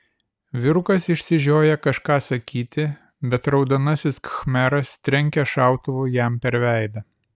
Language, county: Lithuanian, Vilnius